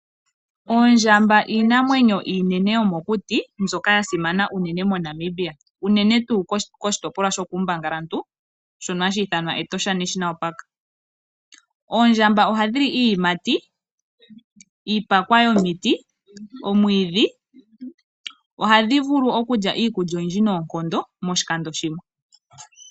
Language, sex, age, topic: Oshiwambo, female, 18-24, agriculture